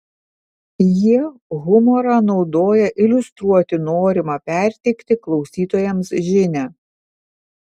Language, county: Lithuanian, Vilnius